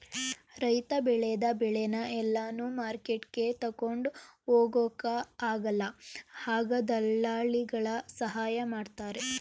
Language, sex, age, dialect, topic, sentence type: Kannada, female, 18-24, Mysore Kannada, agriculture, statement